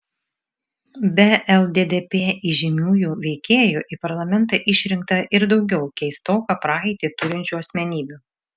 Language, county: Lithuanian, Šiauliai